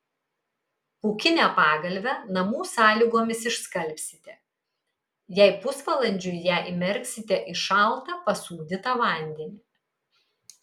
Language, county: Lithuanian, Kaunas